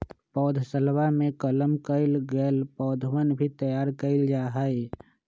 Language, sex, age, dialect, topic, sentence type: Magahi, male, 25-30, Western, agriculture, statement